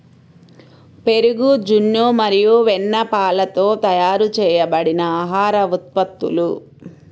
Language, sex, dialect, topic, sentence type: Telugu, female, Central/Coastal, agriculture, statement